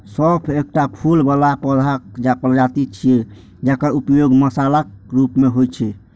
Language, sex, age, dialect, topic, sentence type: Maithili, male, 46-50, Eastern / Thethi, agriculture, statement